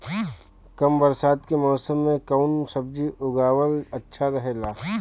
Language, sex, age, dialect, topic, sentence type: Bhojpuri, male, 25-30, Northern, agriculture, question